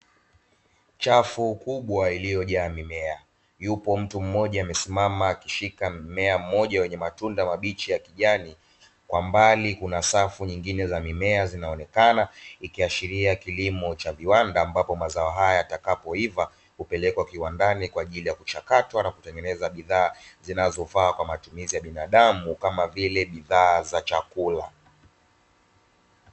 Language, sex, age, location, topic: Swahili, male, 25-35, Dar es Salaam, agriculture